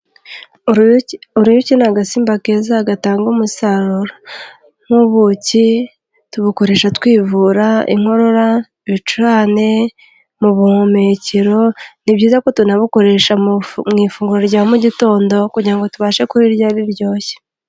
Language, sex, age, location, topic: Kinyarwanda, female, 25-35, Kigali, health